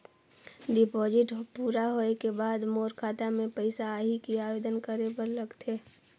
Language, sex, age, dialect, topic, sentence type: Chhattisgarhi, female, 41-45, Northern/Bhandar, banking, question